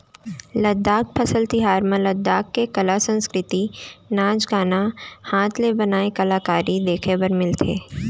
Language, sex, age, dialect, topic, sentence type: Chhattisgarhi, female, 18-24, Central, agriculture, statement